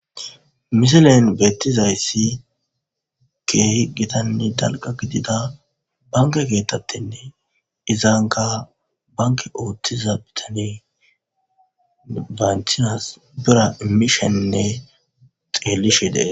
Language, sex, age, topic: Gamo, male, 25-35, government